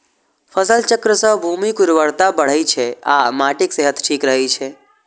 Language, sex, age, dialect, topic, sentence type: Maithili, male, 25-30, Eastern / Thethi, agriculture, statement